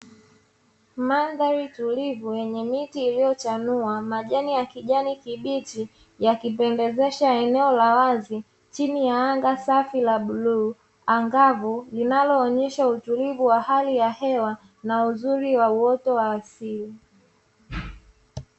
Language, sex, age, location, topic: Swahili, female, 25-35, Dar es Salaam, agriculture